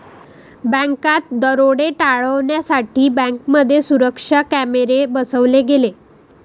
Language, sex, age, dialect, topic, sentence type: Marathi, female, 18-24, Varhadi, banking, statement